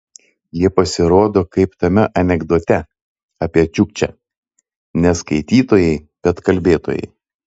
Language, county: Lithuanian, Telšiai